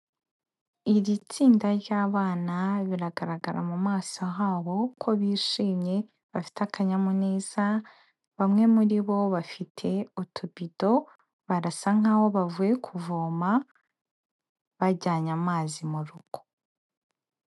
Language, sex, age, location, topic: Kinyarwanda, female, 18-24, Kigali, health